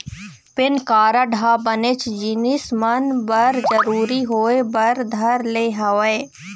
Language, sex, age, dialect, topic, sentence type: Chhattisgarhi, female, 60-100, Eastern, banking, statement